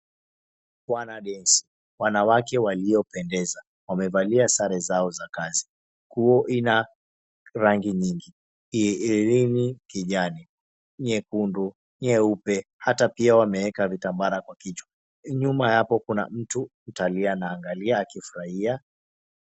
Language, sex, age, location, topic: Swahili, male, 25-35, Mombasa, government